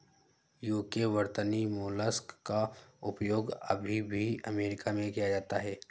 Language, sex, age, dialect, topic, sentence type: Hindi, male, 51-55, Awadhi Bundeli, agriculture, statement